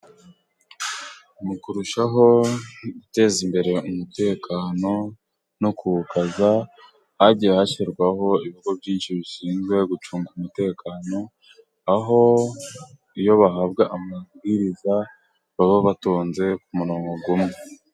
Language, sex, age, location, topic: Kinyarwanda, male, 18-24, Burera, government